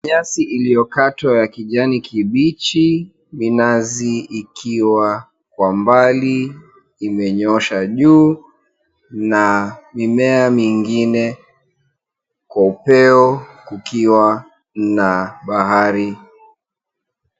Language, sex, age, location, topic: Swahili, male, 36-49, Mombasa, government